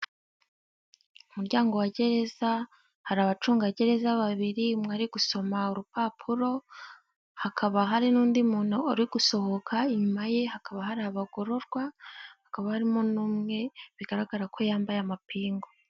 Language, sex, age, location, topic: Kinyarwanda, female, 18-24, Huye, government